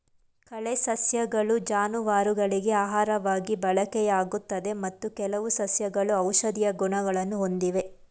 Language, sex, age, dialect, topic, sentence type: Kannada, female, 25-30, Mysore Kannada, agriculture, statement